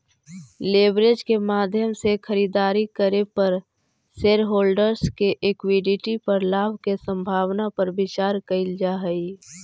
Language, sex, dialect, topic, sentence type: Magahi, female, Central/Standard, banking, statement